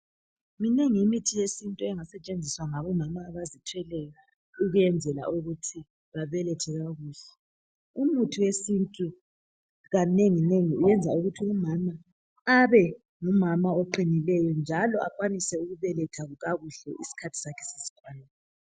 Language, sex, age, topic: North Ndebele, female, 36-49, health